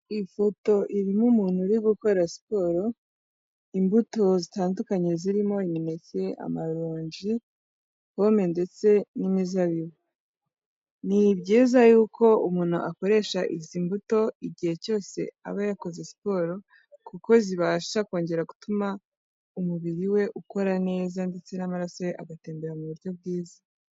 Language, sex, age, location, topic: Kinyarwanda, female, 18-24, Kigali, health